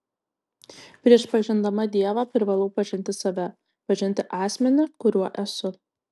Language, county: Lithuanian, Kaunas